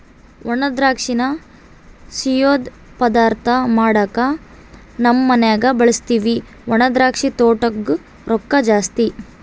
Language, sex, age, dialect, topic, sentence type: Kannada, female, 18-24, Central, agriculture, statement